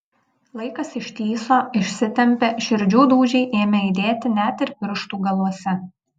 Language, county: Lithuanian, Vilnius